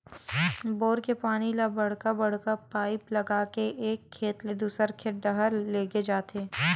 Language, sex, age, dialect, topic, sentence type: Chhattisgarhi, female, 18-24, Western/Budati/Khatahi, agriculture, statement